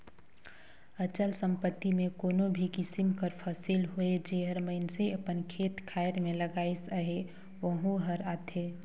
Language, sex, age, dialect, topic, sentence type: Chhattisgarhi, female, 25-30, Northern/Bhandar, banking, statement